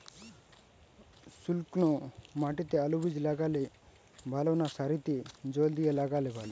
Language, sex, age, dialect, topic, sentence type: Bengali, male, 18-24, Western, agriculture, question